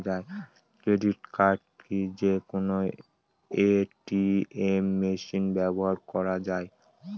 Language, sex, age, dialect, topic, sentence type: Bengali, male, 18-24, Northern/Varendri, banking, question